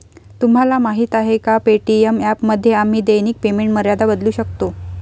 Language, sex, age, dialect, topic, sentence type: Marathi, female, 51-55, Varhadi, banking, statement